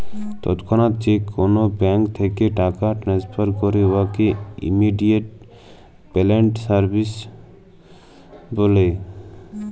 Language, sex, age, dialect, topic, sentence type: Bengali, male, 25-30, Jharkhandi, banking, statement